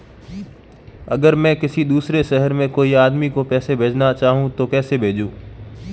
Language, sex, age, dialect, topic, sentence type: Hindi, male, 18-24, Marwari Dhudhari, banking, question